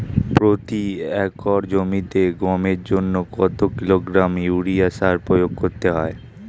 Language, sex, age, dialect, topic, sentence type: Bengali, male, 18-24, Standard Colloquial, agriculture, question